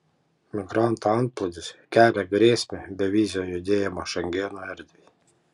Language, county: Lithuanian, Panevėžys